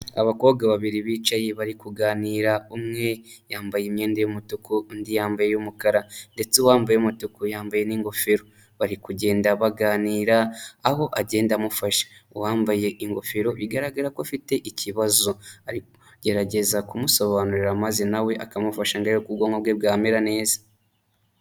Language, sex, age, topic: Kinyarwanda, male, 25-35, health